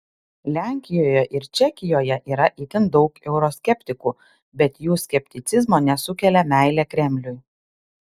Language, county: Lithuanian, Klaipėda